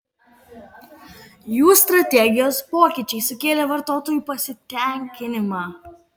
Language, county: Lithuanian, Kaunas